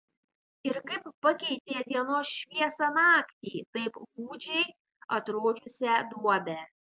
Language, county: Lithuanian, Vilnius